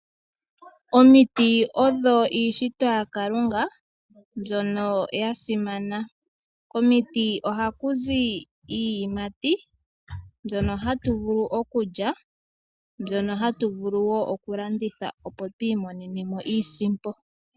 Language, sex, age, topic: Oshiwambo, female, 18-24, agriculture